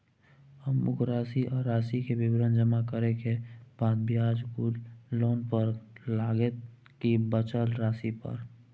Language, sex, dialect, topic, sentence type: Maithili, male, Bajjika, banking, question